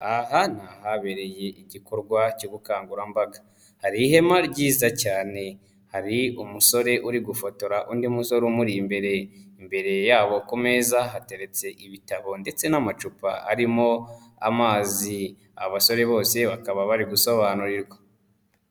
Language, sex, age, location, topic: Kinyarwanda, female, 25-35, Nyagatare, finance